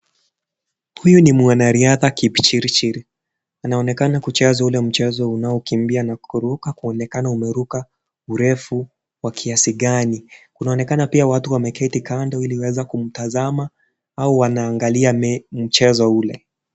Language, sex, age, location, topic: Swahili, male, 18-24, Kisii, government